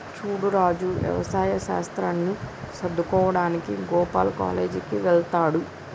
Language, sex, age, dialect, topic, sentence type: Telugu, female, 25-30, Telangana, agriculture, statement